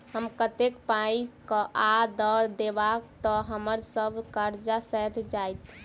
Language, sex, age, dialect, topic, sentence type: Maithili, female, 18-24, Southern/Standard, banking, question